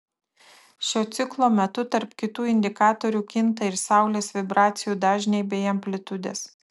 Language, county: Lithuanian, Tauragė